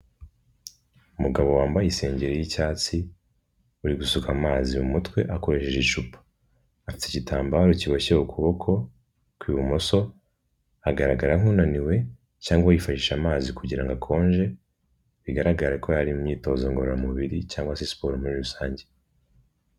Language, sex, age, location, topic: Kinyarwanda, male, 18-24, Kigali, health